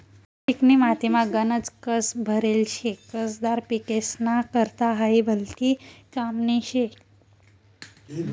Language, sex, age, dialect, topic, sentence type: Marathi, female, 25-30, Northern Konkan, agriculture, statement